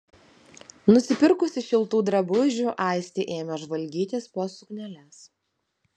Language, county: Lithuanian, Vilnius